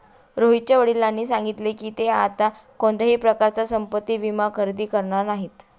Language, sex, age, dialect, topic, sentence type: Marathi, female, 31-35, Standard Marathi, banking, statement